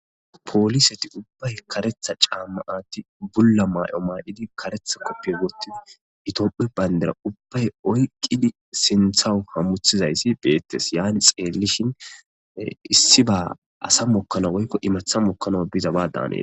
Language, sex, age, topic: Gamo, male, 25-35, government